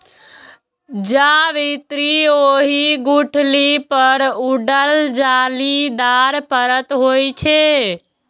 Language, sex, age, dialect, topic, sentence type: Maithili, female, 18-24, Eastern / Thethi, agriculture, statement